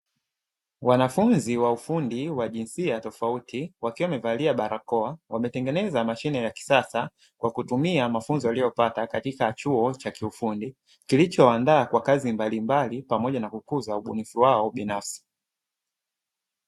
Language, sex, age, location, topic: Swahili, male, 25-35, Dar es Salaam, education